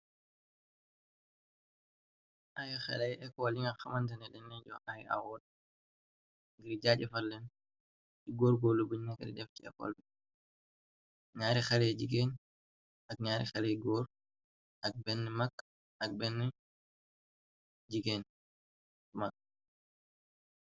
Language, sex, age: Wolof, male, 18-24